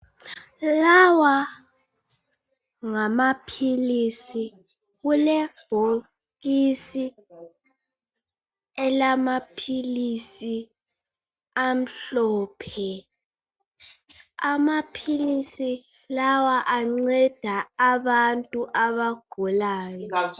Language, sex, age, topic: North Ndebele, male, 25-35, health